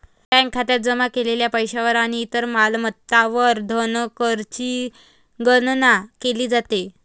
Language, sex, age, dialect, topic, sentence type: Marathi, female, 18-24, Varhadi, banking, statement